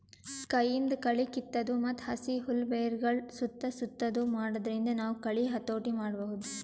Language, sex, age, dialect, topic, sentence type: Kannada, female, 18-24, Northeastern, agriculture, statement